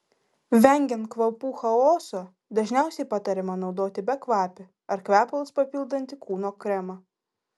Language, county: Lithuanian, Vilnius